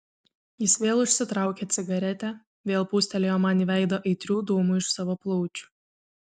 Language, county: Lithuanian, Kaunas